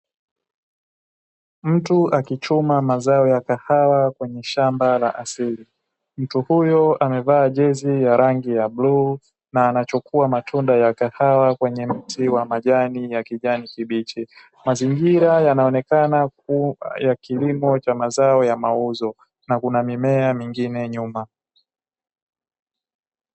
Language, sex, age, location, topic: Swahili, male, 18-24, Dar es Salaam, agriculture